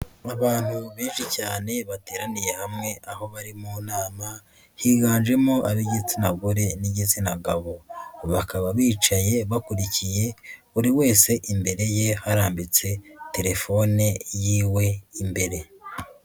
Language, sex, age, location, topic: Kinyarwanda, female, 50+, Nyagatare, education